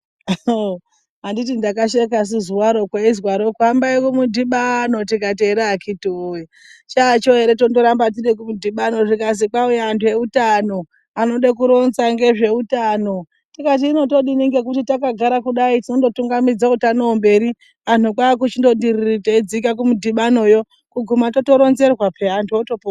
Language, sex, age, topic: Ndau, male, 36-49, health